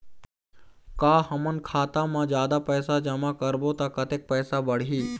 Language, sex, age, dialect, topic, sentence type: Chhattisgarhi, male, 18-24, Eastern, banking, question